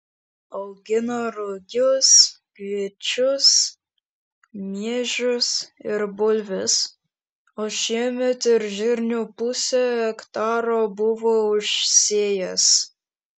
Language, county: Lithuanian, Šiauliai